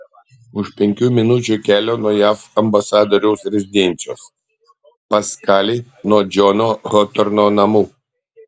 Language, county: Lithuanian, Panevėžys